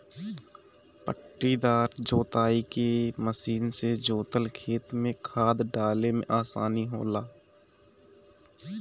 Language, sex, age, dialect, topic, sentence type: Bhojpuri, male, 18-24, Northern, agriculture, statement